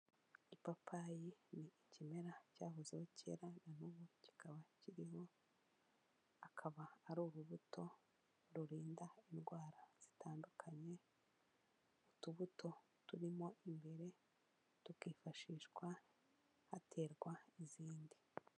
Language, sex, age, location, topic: Kinyarwanda, female, 25-35, Kigali, health